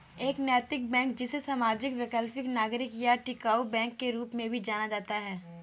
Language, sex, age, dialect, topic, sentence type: Hindi, female, 18-24, Kanauji Braj Bhasha, banking, statement